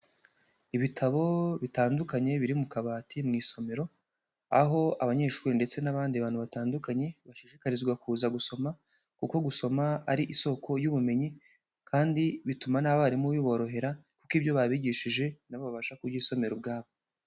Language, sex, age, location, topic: Kinyarwanda, male, 18-24, Huye, education